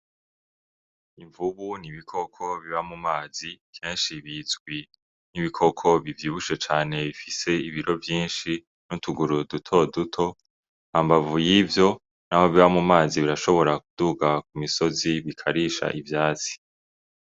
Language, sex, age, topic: Rundi, male, 18-24, agriculture